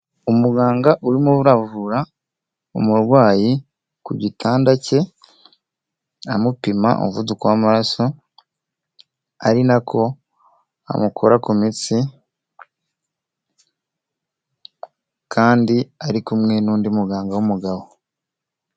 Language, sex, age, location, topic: Kinyarwanda, male, 18-24, Kigali, health